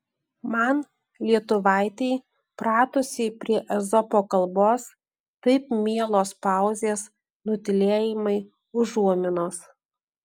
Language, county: Lithuanian, Alytus